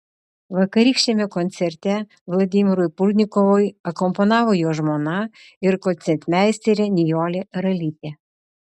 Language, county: Lithuanian, Utena